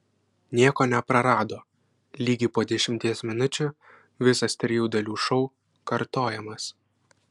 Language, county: Lithuanian, Klaipėda